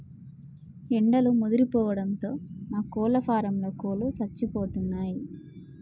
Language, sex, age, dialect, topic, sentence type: Telugu, female, 18-24, Telangana, agriculture, statement